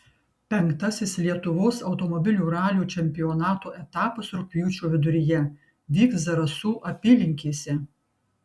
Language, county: Lithuanian, Kaunas